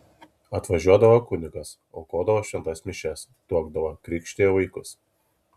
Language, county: Lithuanian, Kaunas